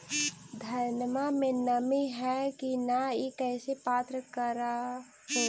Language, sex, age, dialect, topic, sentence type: Magahi, female, 18-24, Central/Standard, agriculture, question